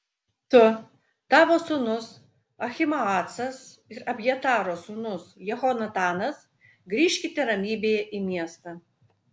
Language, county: Lithuanian, Utena